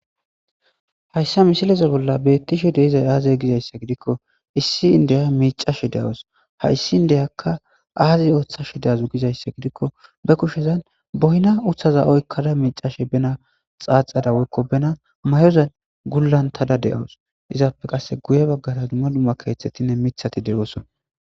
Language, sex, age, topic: Gamo, male, 18-24, agriculture